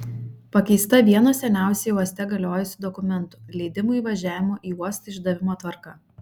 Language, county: Lithuanian, Šiauliai